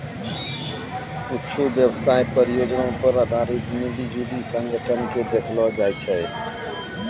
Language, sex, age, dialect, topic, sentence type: Maithili, male, 46-50, Angika, banking, statement